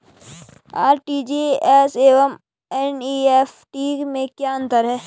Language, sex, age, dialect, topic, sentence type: Hindi, female, 25-30, Garhwali, banking, question